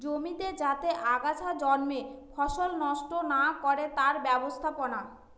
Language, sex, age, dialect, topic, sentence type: Bengali, female, 25-30, Northern/Varendri, agriculture, statement